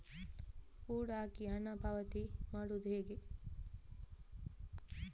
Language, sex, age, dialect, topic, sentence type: Kannada, female, 18-24, Coastal/Dakshin, banking, question